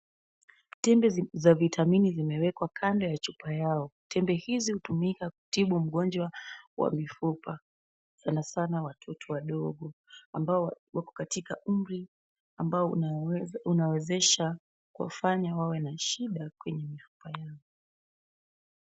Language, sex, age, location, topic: Swahili, female, 18-24, Kisumu, health